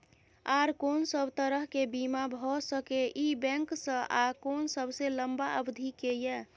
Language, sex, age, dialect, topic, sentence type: Maithili, female, 51-55, Bajjika, banking, question